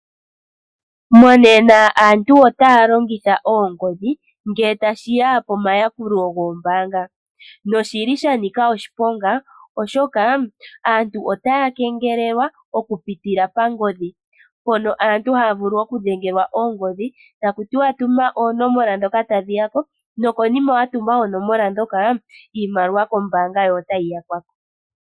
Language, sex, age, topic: Oshiwambo, female, 25-35, finance